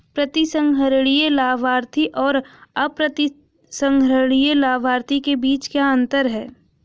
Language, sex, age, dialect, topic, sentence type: Hindi, female, 25-30, Hindustani Malvi Khadi Boli, banking, question